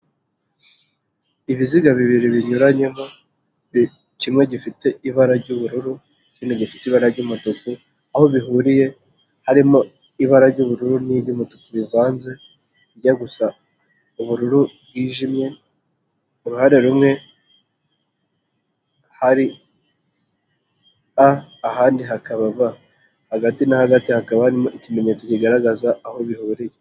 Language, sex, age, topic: Kinyarwanda, male, 25-35, education